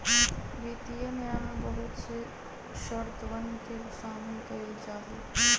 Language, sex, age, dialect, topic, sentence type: Magahi, female, 31-35, Western, banking, statement